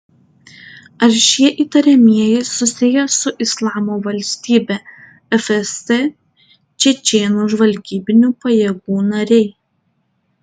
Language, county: Lithuanian, Tauragė